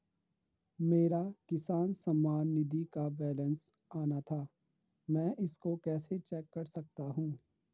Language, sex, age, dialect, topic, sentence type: Hindi, male, 51-55, Garhwali, banking, question